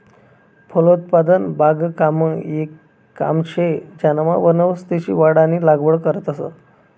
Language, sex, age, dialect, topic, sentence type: Marathi, male, 25-30, Northern Konkan, agriculture, statement